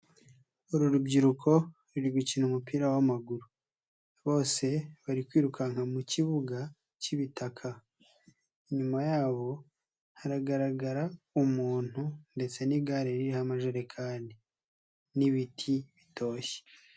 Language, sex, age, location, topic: Kinyarwanda, male, 25-35, Nyagatare, government